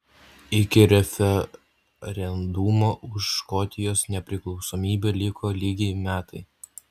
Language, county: Lithuanian, Utena